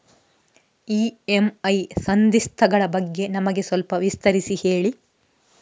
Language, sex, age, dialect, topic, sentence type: Kannada, female, 31-35, Coastal/Dakshin, banking, question